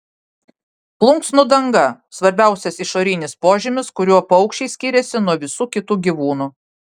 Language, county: Lithuanian, Vilnius